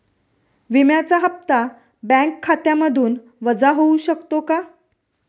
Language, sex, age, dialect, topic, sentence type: Marathi, female, 31-35, Standard Marathi, banking, question